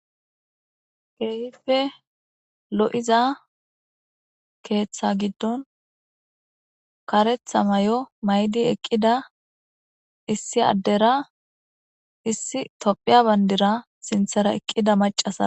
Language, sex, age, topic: Gamo, female, 18-24, government